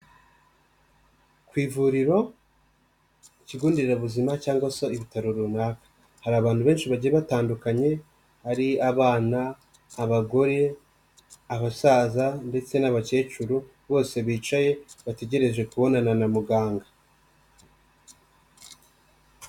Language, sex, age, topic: Kinyarwanda, male, 25-35, health